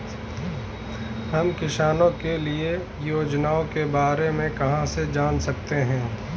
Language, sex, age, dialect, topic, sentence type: Hindi, male, 25-30, Marwari Dhudhari, agriculture, question